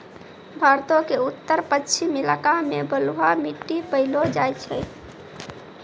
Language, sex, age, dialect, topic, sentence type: Maithili, male, 18-24, Angika, agriculture, statement